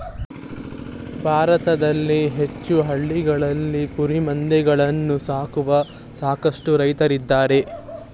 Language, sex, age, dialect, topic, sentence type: Kannada, male, 18-24, Mysore Kannada, agriculture, statement